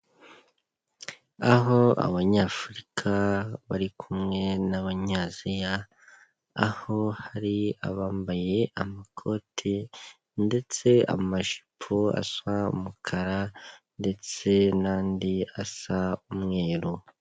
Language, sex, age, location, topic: Kinyarwanda, male, 18-24, Kigali, health